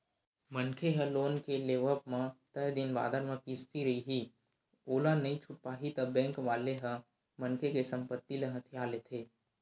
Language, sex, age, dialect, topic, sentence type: Chhattisgarhi, male, 18-24, Western/Budati/Khatahi, banking, statement